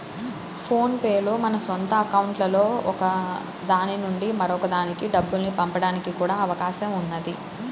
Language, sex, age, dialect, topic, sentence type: Telugu, female, 18-24, Central/Coastal, banking, statement